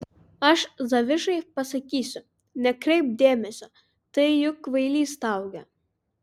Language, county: Lithuanian, Vilnius